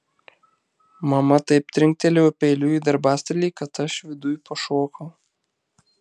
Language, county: Lithuanian, Marijampolė